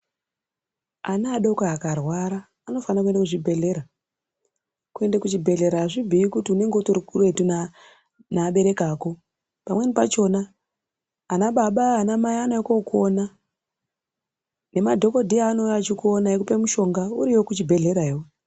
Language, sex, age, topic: Ndau, female, 36-49, health